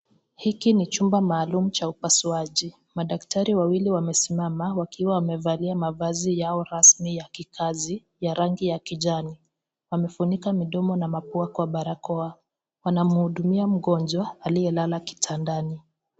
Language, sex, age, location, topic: Swahili, female, 25-35, Kisii, health